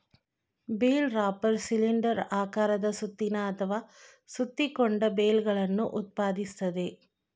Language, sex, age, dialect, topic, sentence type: Kannada, female, 25-30, Mysore Kannada, agriculture, statement